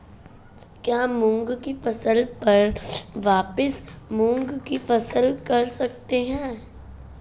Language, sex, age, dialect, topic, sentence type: Hindi, female, 31-35, Marwari Dhudhari, agriculture, question